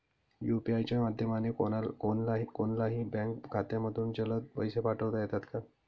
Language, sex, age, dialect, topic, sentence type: Marathi, male, 25-30, Northern Konkan, banking, question